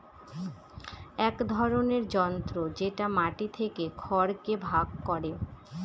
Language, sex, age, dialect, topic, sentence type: Bengali, female, 18-24, Northern/Varendri, agriculture, statement